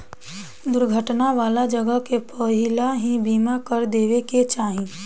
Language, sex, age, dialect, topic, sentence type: Bhojpuri, female, 18-24, Southern / Standard, banking, statement